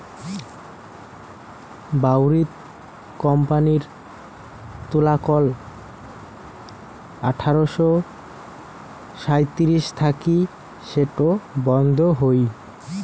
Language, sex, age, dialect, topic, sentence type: Bengali, male, 18-24, Rajbangshi, agriculture, statement